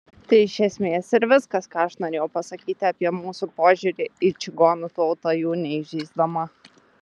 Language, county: Lithuanian, Tauragė